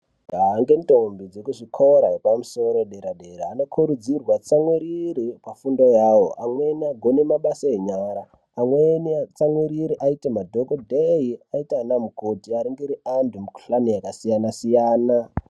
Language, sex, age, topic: Ndau, male, 18-24, education